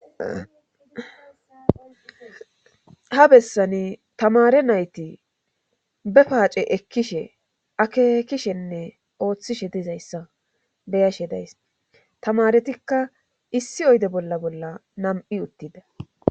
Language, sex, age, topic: Gamo, female, 36-49, government